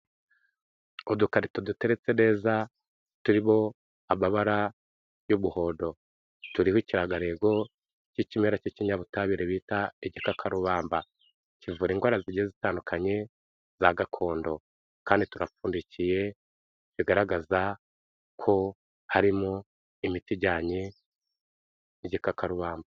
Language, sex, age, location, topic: Kinyarwanda, male, 36-49, Kigali, health